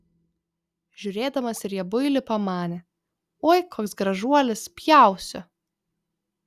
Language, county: Lithuanian, Vilnius